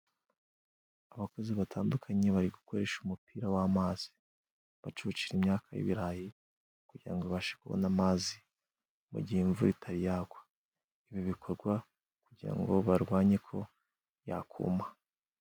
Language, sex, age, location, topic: Kinyarwanda, male, 18-24, Musanze, agriculture